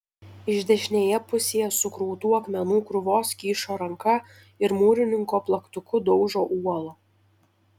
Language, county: Lithuanian, Šiauliai